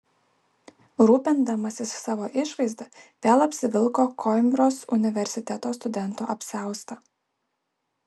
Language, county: Lithuanian, Alytus